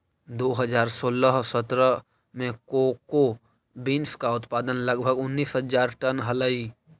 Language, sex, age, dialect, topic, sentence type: Magahi, male, 18-24, Central/Standard, agriculture, statement